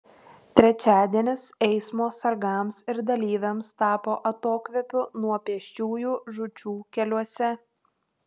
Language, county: Lithuanian, Tauragė